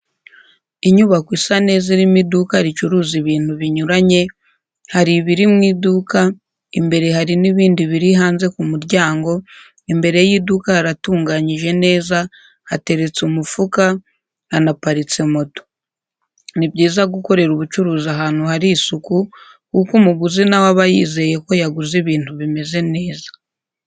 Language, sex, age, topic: Kinyarwanda, female, 25-35, education